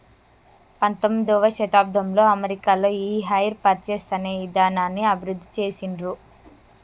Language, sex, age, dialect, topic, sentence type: Telugu, female, 25-30, Telangana, banking, statement